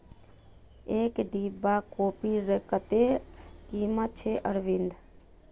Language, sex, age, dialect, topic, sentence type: Magahi, female, 31-35, Northeastern/Surjapuri, agriculture, statement